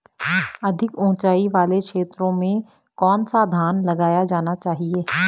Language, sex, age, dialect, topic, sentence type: Hindi, female, 25-30, Garhwali, agriculture, question